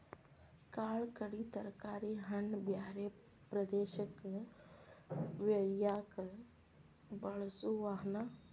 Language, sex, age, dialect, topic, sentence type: Kannada, female, 25-30, Dharwad Kannada, agriculture, statement